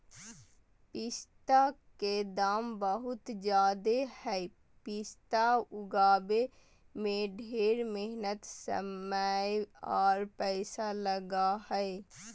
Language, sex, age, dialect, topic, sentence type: Magahi, female, 18-24, Southern, agriculture, statement